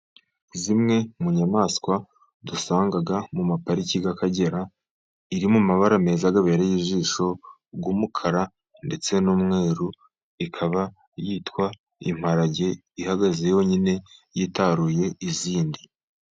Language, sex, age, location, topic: Kinyarwanda, male, 50+, Musanze, agriculture